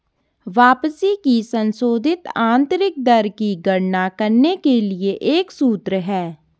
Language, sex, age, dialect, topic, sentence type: Hindi, female, 18-24, Garhwali, banking, statement